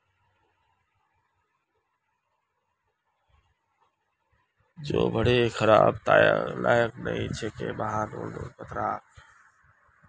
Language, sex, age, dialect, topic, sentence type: Magahi, male, 36-40, Northeastern/Surjapuri, agriculture, statement